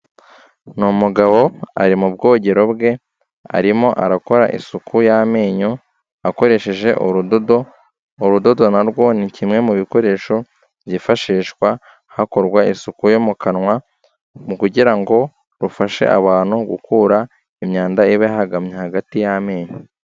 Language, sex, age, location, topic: Kinyarwanda, male, 18-24, Kigali, health